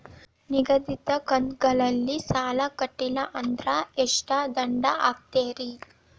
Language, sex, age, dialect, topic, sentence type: Kannada, female, 18-24, Dharwad Kannada, banking, question